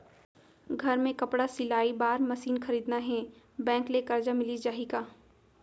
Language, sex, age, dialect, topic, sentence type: Chhattisgarhi, female, 25-30, Central, banking, question